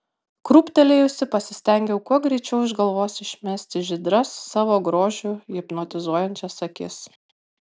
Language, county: Lithuanian, Kaunas